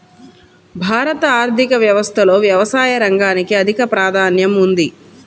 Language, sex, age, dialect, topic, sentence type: Telugu, female, 31-35, Central/Coastal, agriculture, statement